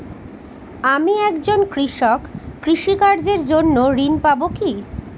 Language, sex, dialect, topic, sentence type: Bengali, female, Northern/Varendri, banking, question